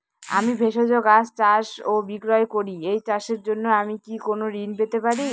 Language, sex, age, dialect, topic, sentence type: Bengali, female, 18-24, Northern/Varendri, banking, question